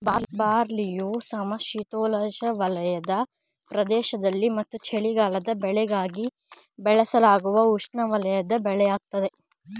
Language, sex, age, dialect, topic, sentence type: Kannada, male, 25-30, Mysore Kannada, agriculture, statement